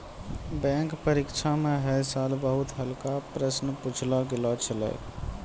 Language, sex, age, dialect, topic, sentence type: Maithili, male, 18-24, Angika, banking, statement